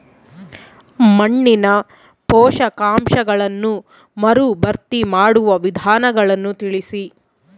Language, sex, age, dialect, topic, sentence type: Kannada, female, 25-30, Central, agriculture, question